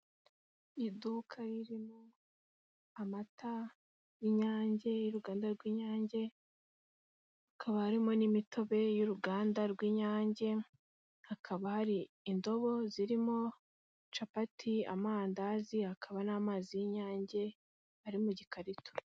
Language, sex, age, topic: Kinyarwanda, female, 18-24, finance